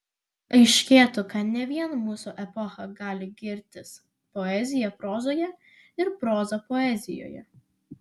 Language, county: Lithuanian, Vilnius